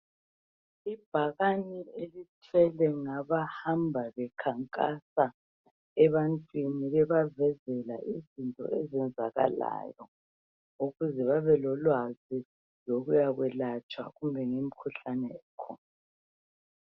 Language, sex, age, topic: North Ndebele, male, 50+, health